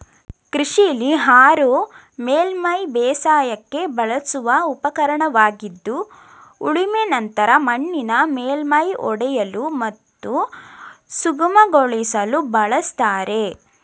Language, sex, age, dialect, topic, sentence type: Kannada, female, 18-24, Mysore Kannada, agriculture, statement